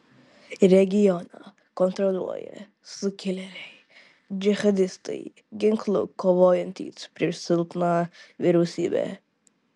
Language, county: Lithuanian, Vilnius